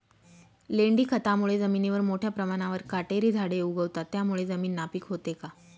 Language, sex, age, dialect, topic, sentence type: Marathi, female, 25-30, Northern Konkan, agriculture, question